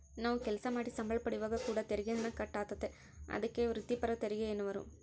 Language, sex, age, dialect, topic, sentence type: Kannada, male, 18-24, Central, banking, statement